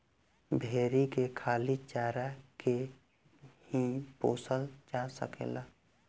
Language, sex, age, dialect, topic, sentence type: Bhojpuri, male, 18-24, Southern / Standard, agriculture, statement